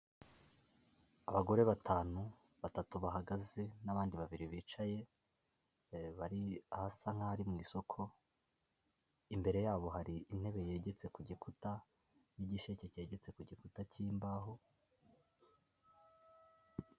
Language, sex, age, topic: Kinyarwanda, male, 18-24, finance